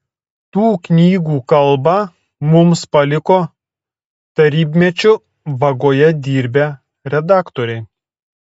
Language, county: Lithuanian, Telšiai